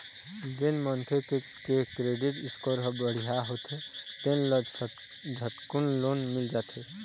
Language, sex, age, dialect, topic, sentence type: Chhattisgarhi, male, 25-30, Eastern, banking, statement